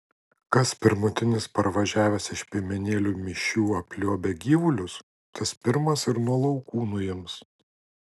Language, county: Lithuanian, Kaunas